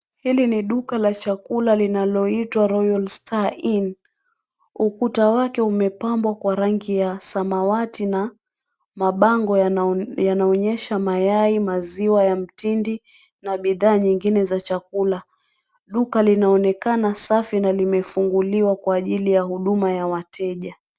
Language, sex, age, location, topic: Swahili, female, 25-35, Mombasa, finance